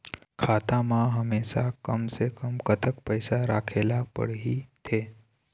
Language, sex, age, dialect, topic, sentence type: Chhattisgarhi, male, 18-24, Eastern, banking, question